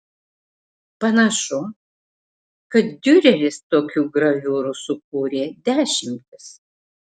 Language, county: Lithuanian, Marijampolė